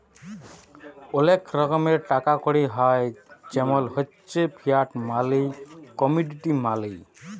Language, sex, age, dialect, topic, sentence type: Bengali, male, 25-30, Jharkhandi, banking, statement